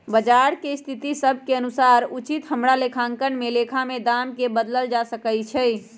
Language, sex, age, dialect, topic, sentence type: Magahi, female, 18-24, Western, banking, statement